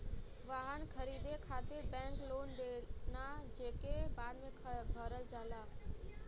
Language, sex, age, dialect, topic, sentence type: Bhojpuri, female, 18-24, Western, banking, statement